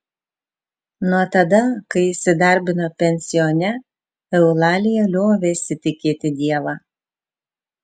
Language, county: Lithuanian, Vilnius